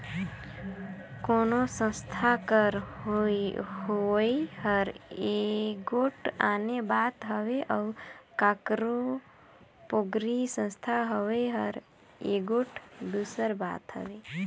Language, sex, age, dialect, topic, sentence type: Chhattisgarhi, female, 25-30, Northern/Bhandar, banking, statement